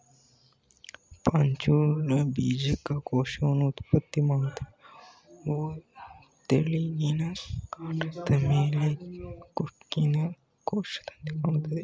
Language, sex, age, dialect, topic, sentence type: Kannada, male, 18-24, Mysore Kannada, agriculture, statement